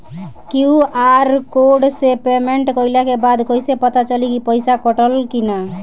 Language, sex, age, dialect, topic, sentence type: Bhojpuri, female, <18, Southern / Standard, banking, question